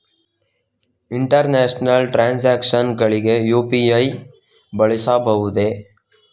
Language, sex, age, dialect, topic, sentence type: Kannada, male, 18-24, Coastal/Dakshin, banking, question